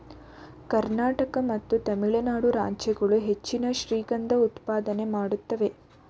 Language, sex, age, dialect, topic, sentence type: Kannada, female, 18-24, Mysore Kannada, agriculture, statement